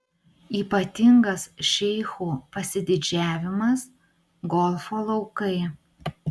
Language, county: Lithuanian, Utena